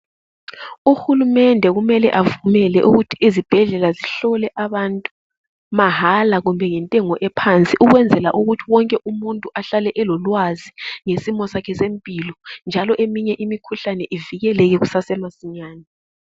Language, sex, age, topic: North Ndebele, female, 25-35, health